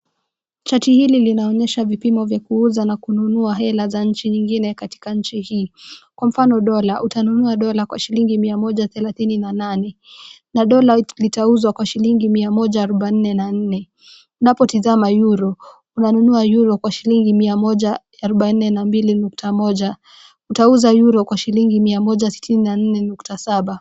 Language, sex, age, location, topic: Swahili, female, 18-24, Nakuru, finance